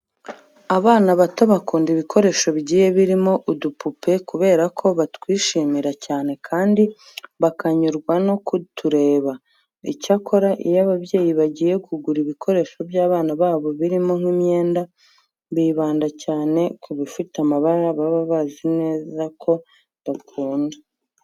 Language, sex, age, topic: Kinyarwanda, female, 25-35, education